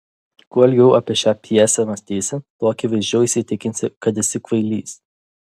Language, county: Lithuanian, Vilnius